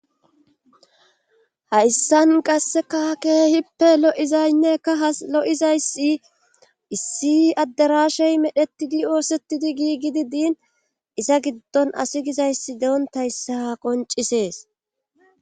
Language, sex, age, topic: Gamo, female, 25-35, government